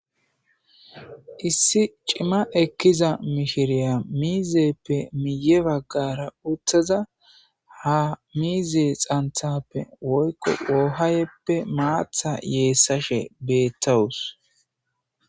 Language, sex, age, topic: Gamo, male, 18-24, agriculture